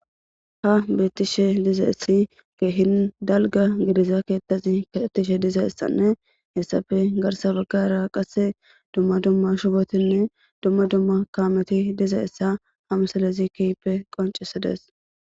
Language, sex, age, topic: Gamo, female, 18-24, government